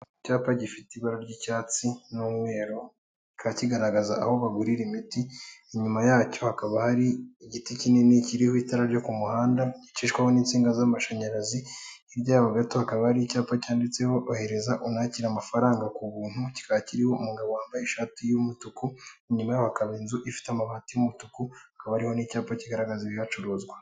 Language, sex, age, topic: Kinyarwanda, male, 18-24, government